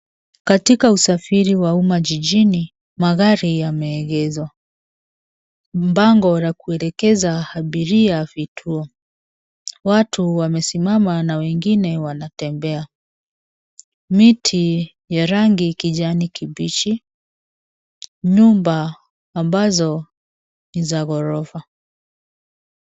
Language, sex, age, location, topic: Swahili, female, 36-49, Nairobi, government